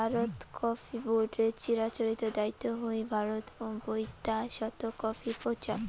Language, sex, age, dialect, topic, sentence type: Bengali, female, 18-24, Rajbangshi, agriculture, statement